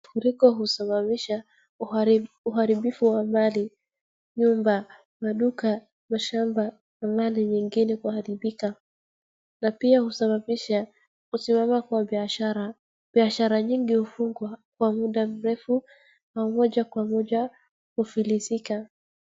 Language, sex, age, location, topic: Swahili, female, 36-49, Wajir, health